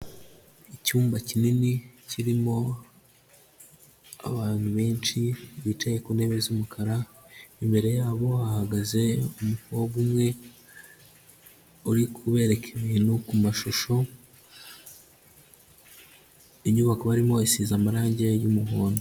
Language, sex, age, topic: Kinyarwanda, male, 25-35, health